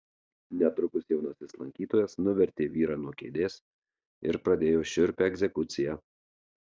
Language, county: Lithuanian, Marijampolė